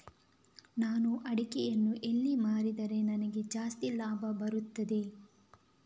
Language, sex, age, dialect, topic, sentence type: Kannada, female, 25-30, Coastal/Dakshin, agriculture, question